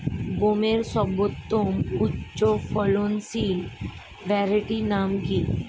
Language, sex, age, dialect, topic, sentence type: Bengali, female, 36-40, Standard Colloquial, agriculture, question